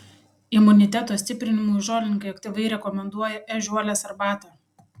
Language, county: Lithuanian, Panevėžys